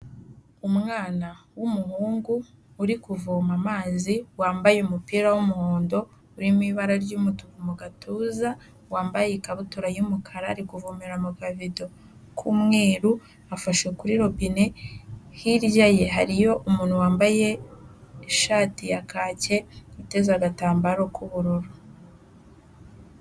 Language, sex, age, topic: Kinyarwanda, female, 18-24, health